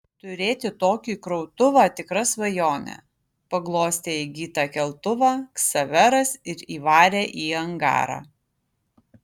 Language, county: Lithuanian, Utena